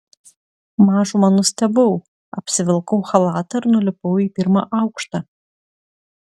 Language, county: Lithuanian, Utena